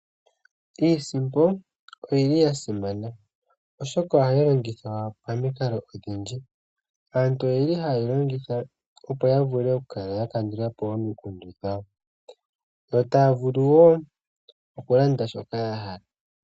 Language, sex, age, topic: Oshiwambo, female, 25-35, finance